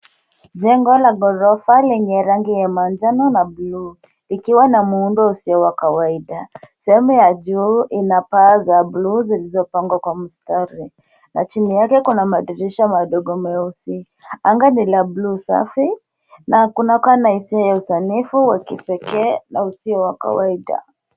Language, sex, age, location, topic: Swahili, female, 18-24, Nairobi, finance